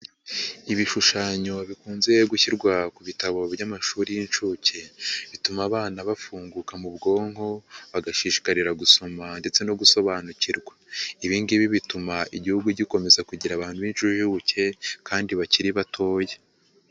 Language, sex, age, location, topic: Kinyarwanda, male, 50+, Nyagatare, education